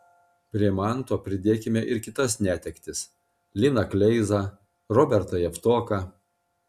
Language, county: Lithuanian, Panevėžys